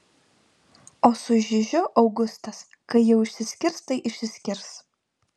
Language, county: Lithuanian, Vilnius